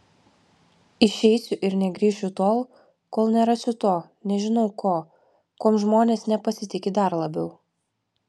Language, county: Lithuanian, Vilnius